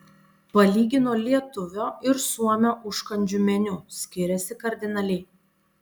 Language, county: Lithuanian, Panevėžys